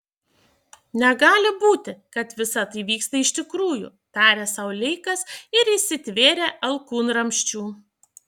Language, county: Lithuanian, Šiauliai